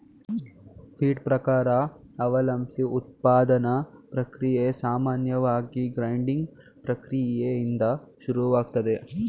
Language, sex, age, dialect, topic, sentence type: Kannada, male, 18-24, Mysore Kannada, agriculture, statement